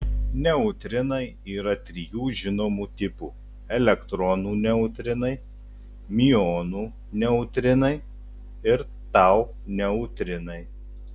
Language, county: Lithuanian, Telšiai